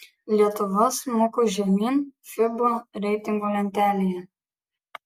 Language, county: Lithuanian, Kaunas